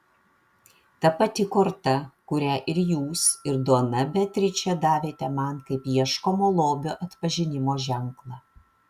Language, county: Lithuanian, Vilnius